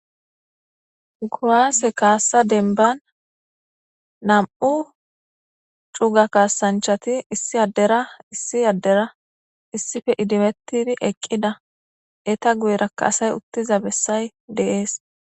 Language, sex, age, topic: Gamo, female, 18-24, government